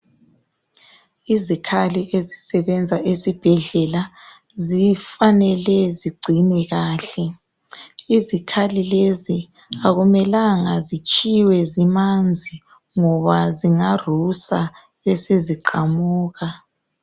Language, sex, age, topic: North Ndebele, female, 18-24, health